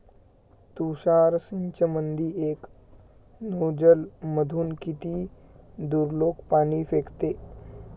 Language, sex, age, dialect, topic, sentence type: Marathi, male, 18-24, Varhadi, agriculture, question